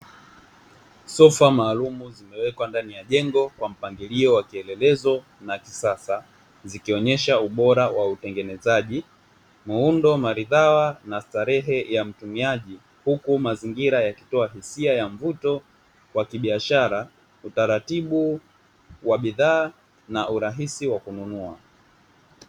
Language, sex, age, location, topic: Swahili, male, 18-24, Dar es Salaam, finance